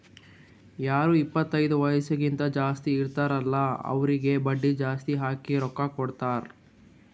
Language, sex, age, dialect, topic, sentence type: Kannada, male, 18-24, Northeastern, banking, statement